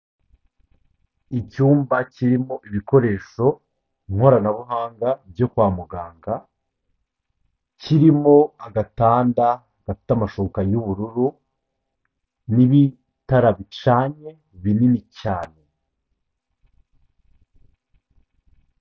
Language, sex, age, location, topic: Kinyarwanda, male, 25-35, Kigali, health